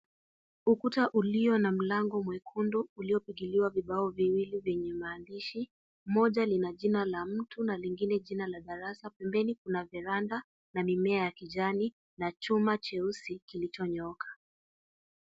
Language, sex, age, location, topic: Swahili, female, 18-24, Kisii, education